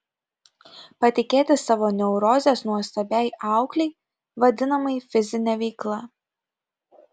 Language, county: Lithuanian, Kaunas